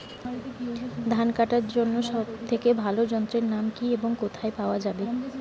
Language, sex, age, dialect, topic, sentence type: Bengali, female, 18-24, Western, agriculture, question